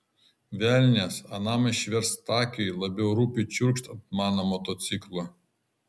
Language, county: Lithuanian, Kaunas